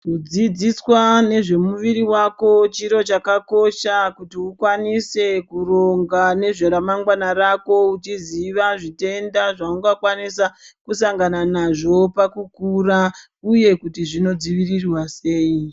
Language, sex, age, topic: Ndau, female, 36-49, health